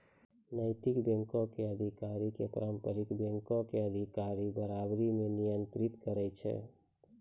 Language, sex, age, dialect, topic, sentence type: Maithili, male, 25-30, Angika, banking, statement